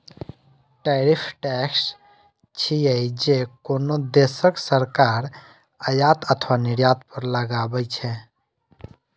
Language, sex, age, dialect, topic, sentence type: Maithili, female, 18-24, Eastern / Thethi, banking, statement